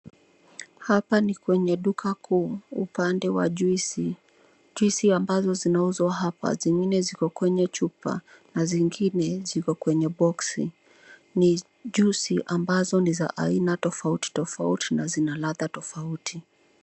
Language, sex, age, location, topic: Swahili, female, 25-35, Nairobi, finance